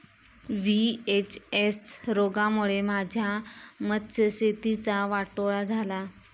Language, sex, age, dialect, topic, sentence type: Marathi, female, 25-30, Southern Konkan, agriculture, statement